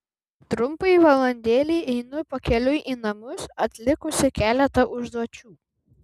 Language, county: Lithuanian, Vilnius